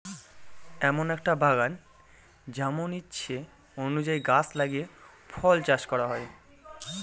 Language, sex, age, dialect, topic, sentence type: Bengali, male, 25-30, Northern/Varendri, agriculture, statement